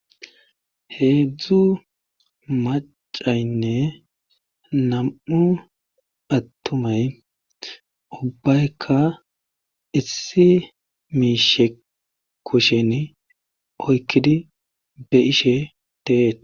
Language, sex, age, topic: Gamo, male, 25-35, government